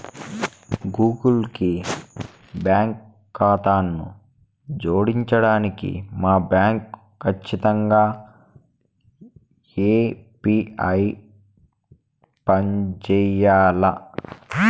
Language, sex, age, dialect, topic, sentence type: Telugu, male, 56-60, Southern, banking, statement